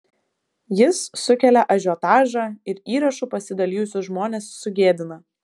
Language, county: Lithuanian, Vilnius